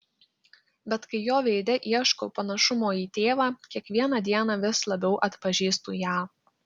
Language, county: Lithuanian, Klaipėda